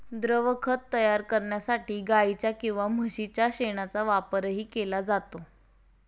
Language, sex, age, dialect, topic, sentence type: Marathi, female, 18-24, Standard Marathi, agriculture, statement